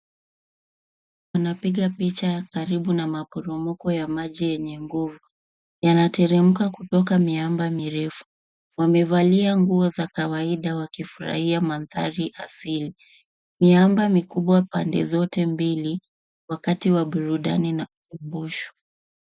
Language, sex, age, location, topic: Swahili, female, 25-35, Nairobi, government